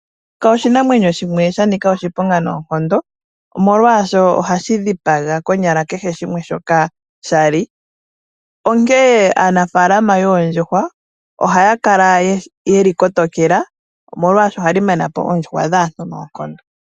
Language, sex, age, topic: Oshiwambo, female, 18-24, agriculture